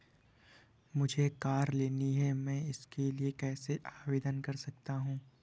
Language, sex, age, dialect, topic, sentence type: Hindi, male, 25-30, Awadhi Bundeli, banking, question